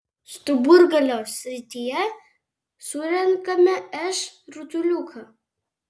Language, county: Lithuanian, Kaunas